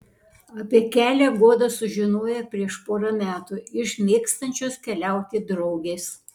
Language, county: Lithuanian, Panevėžys